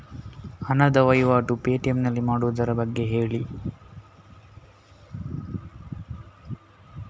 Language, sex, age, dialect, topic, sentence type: Kannada, male, 18-24, Coastal/Dakshin, banking, question